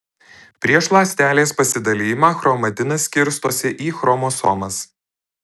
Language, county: Lithuanian, Alytus